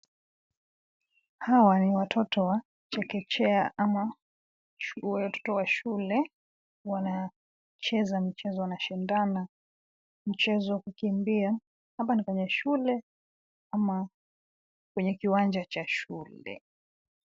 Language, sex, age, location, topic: Swahili, female, 25-35, Nairobi, education